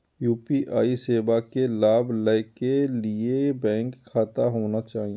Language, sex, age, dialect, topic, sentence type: Maithili, male, 36-40, Eastern / Thethi, banking, question